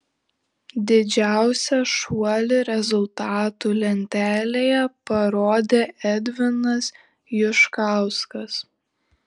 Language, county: Lithuanian, Šiauliai